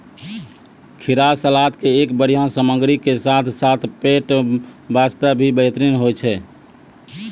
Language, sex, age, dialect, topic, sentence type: Maithili, male, 25-30, Angika, agriculture, statement